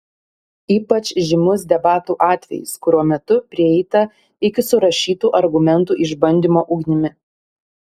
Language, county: Lithuanian, Panevėžys